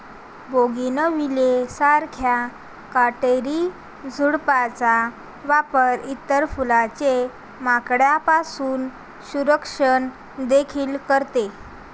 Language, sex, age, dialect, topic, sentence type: Marathi, female, 18-24, Varhadi, agriculture, statement